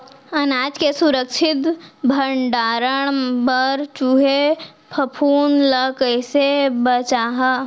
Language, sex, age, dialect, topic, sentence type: Chhattisgarhi, female, 18-24, Central, agriculture, question